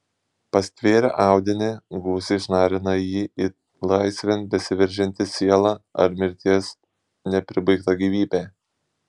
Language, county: Lithuanian, Šiauliai